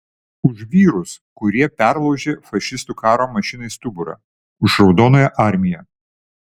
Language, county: Lithuanian, Vilnius